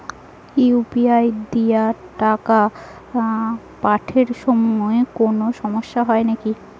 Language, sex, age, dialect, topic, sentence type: Bengali, female, 18-24, Rajbangshi, banking, question